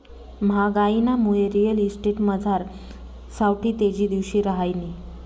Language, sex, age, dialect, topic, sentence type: Marathi, female, 36-40, Northern Konkan, banking, statement